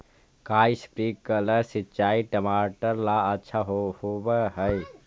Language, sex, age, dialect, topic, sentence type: Magahi, male, 51-55, Central/Standard, agriculture, question